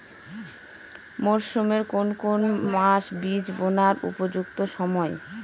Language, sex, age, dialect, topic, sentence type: Bengali, female, 31-35, Northern/Varendri, agriculture, question